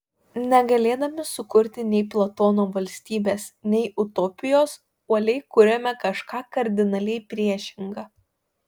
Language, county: Lithuanian, Panevėžys